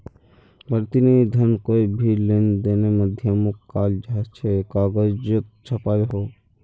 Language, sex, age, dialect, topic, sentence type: Magahi, male, 51-55, Northeastern/Surjapuri, banking, statement